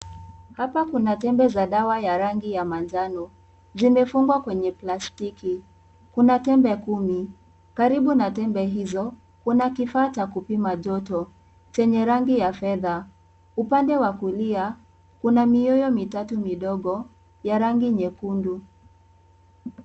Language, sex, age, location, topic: Swahili, female, 18-24, Kisii, health